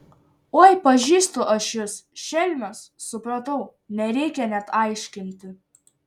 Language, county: Lithuanian, Šiauliai